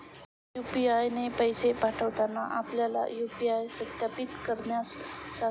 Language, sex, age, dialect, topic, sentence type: Marathi, female, 25-30, Standard Marathi, banking, statement